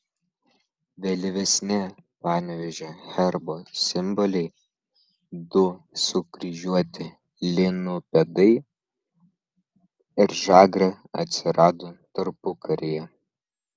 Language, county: Lithuanian, Vilnius